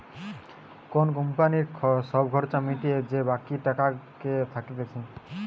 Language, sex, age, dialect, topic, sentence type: Bengali, male, 60-100, Western, banking, statement